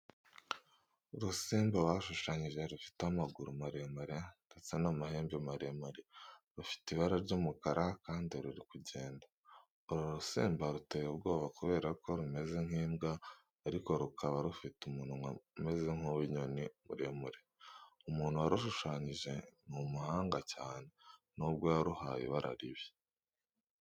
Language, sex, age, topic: Kinyarwanda, male, 18-24, education